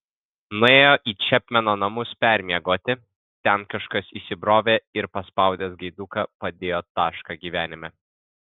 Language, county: Lithuanian, Kaunas